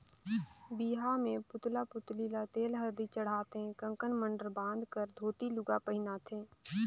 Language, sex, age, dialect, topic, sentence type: Chhattisgarhi, female, 25-30, Northern/Bhandar, agriculture, statement